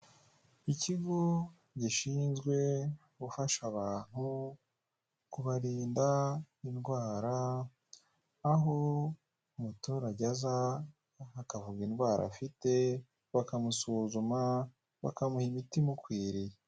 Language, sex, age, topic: Kinyarwanda, male, 18-24, finance